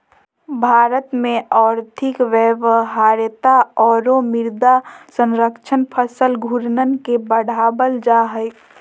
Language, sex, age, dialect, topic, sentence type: Magahi, female, 25-30, Southern, agriculture, statement